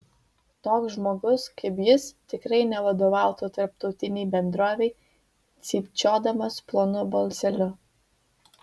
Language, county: Lithuanian, Vilnius